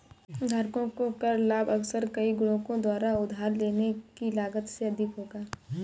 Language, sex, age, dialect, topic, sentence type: Hindi, female, 18-24, Kanauji Braj Bhasha, banking, statement